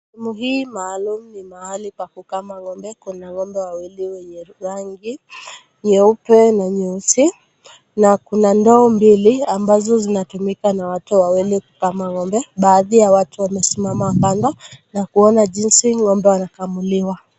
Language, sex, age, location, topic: Swahili, female, 18-24, Kisumu, agriculture